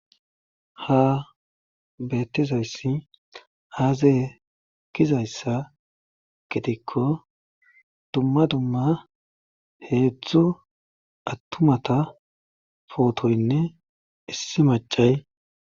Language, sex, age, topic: Gamo, male, 25-35, government